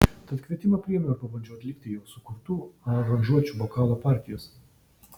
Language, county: Lithuanian, Vilnius